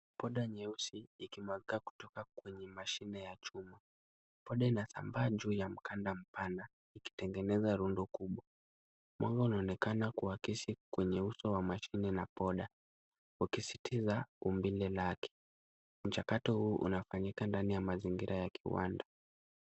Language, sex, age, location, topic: Swahili, male, 25-35, Kisumu, agriculture